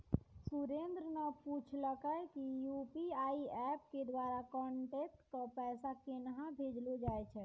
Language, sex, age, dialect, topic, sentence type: Maithili, female, 60-100, Angika, banking, statement